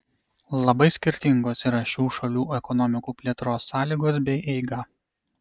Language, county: Lithuanian, Kaunas